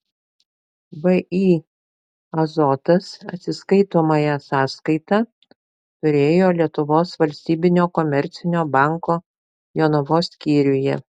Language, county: Lithuanian, Panevėžys